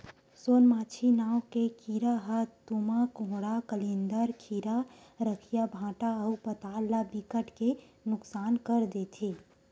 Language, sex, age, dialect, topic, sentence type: Chhattisgarhi, female, 18-24, Western/Budati/Khatahi, agriculture, statement